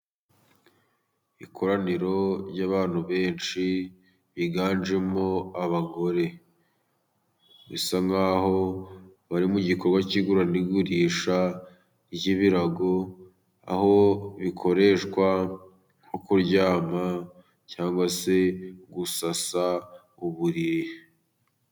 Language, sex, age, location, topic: Kinyarwanda, male, 18-24, Musanze, finance